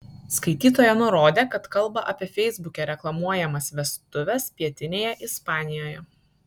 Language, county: Lithuanian, Kaunas